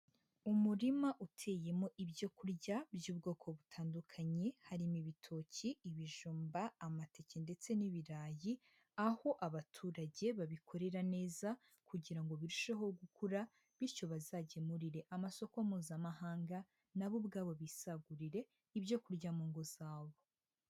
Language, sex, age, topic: Kinyarwanda, female, 25-35, agriculture